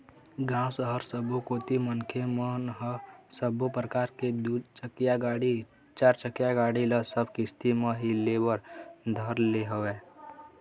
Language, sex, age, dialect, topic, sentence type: Chhattisgarhi, male, 18-24, Eastern, banking, statement